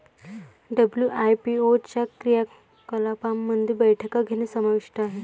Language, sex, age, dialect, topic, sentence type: Marathi, female, 18-24, Varhadi, banking, statement